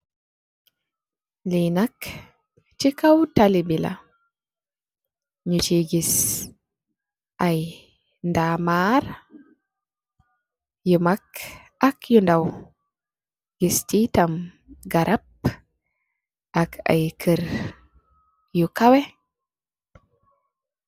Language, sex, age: Wolof, female, 18-24